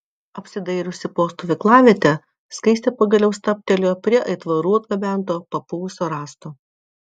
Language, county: Lithuanian, Vilnius